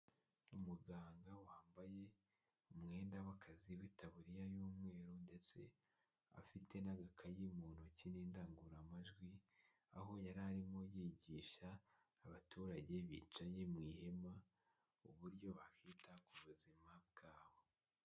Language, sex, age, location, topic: Kinyarwanda, male, 18-24, Kigali, health